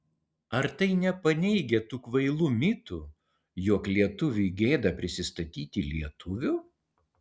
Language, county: Lithuanian, Utena